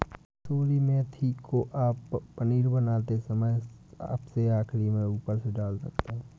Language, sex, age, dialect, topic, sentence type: Hindi, male, 18-24, Awadhi Bundeli, agriculture, statement